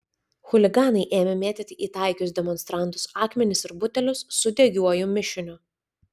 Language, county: Lithuanian, Vilnius